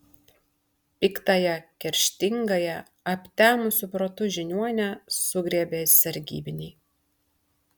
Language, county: Lithuanian, Marijampolė